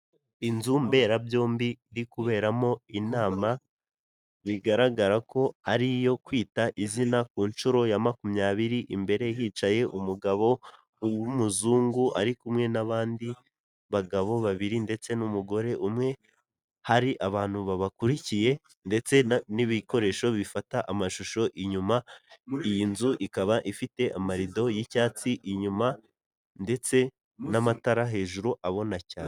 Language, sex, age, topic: Kinyarwanda, male, 18-24, government